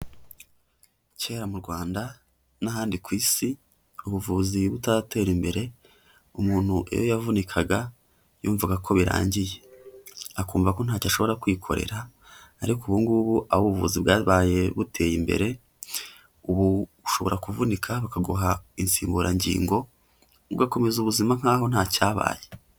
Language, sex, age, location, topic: Kinyarwanda, male, 18-24, Huye, health